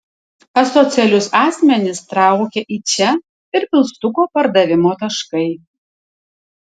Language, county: Lithuanian, Tauragė